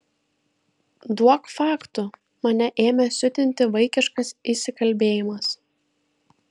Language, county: Lithuanian, Vilnius